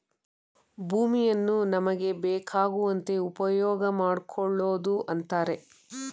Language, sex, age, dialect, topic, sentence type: Kannada, female, 31-35, Mysore Kannada, agriculture, statement